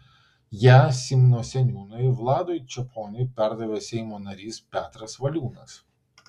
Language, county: Lithuanian, Vilnius